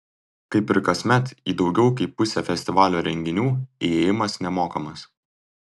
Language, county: Lithuanian, Tauragė